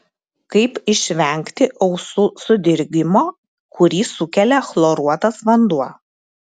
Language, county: Lithuanian, Klaipėda